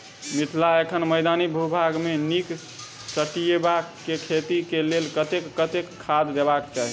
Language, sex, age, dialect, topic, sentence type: Maithili, male, 18-24, Southern/Standard, agriculture, question